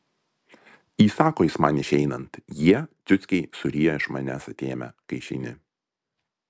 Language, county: Lithuanian, Vilnius